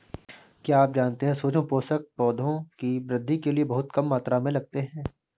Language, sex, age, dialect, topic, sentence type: Hindi, male, 25-30, Awadhi Bundeli, agriculture, statement